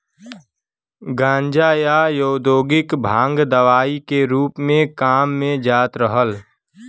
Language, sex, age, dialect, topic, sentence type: Bhojpuri, male, 18-24, Western, agriculture, statement